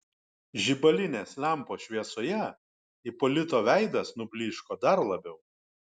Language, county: Lithuanian, Kaunas